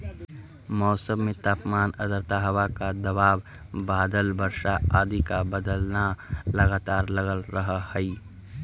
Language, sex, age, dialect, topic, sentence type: Magahi, male, 18-24, Central/Standard, agriculture, statement